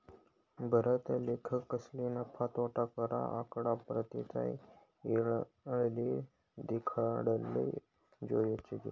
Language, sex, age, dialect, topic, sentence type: Marathi, male, 18-24, Northern Konkan, banking, statement